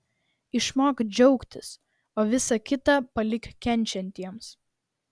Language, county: Lithuanian, Vilnius